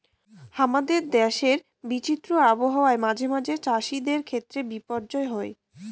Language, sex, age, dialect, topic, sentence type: Bengali, female, 18-24, Rajbangshi, agriculture, statement